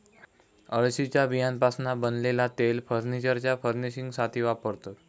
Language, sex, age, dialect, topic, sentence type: Marathi, male, 18-24, Southern Konkan, agriculture, statement